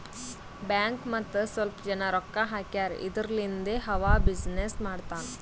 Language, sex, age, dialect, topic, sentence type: Kannada, female, 18-24, Northeastern, banking, statement